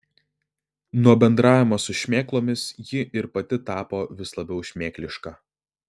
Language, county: Lithuanian, Vilnius